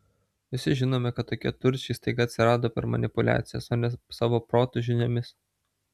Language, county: Lithuanian, Vilnius